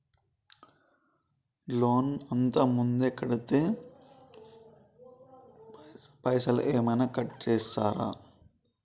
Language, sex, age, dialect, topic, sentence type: Telugu, male, 25-30, Telangana, banking, question